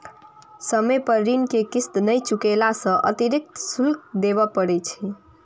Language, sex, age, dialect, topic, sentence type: Maithili, female, 18-24, Eastern / Thethi, banking, statement